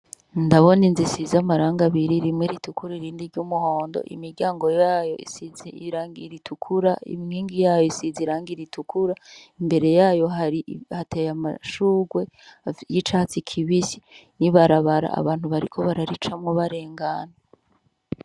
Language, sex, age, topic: Rundi, female, 36-49, education